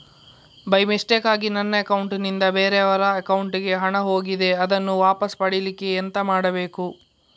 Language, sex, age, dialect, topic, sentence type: Kannada, male, 51-55, Coastal/Dakshin, banking, question